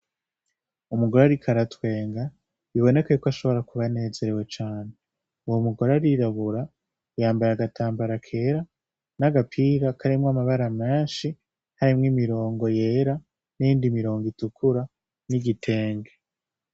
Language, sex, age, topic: Rundi, male, 18-24, agriculture